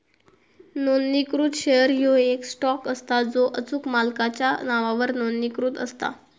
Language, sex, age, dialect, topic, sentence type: Marathi, female, 18-24, Southern Konkan, banking, statement